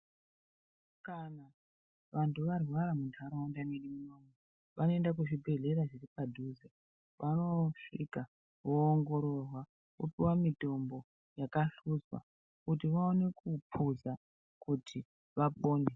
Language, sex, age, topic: Ndau, male, 36-49, health